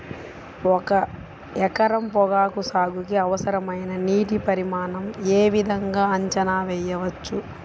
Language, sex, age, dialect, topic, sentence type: Telugu, female, 36-40, Central/Coastal, agriculture, question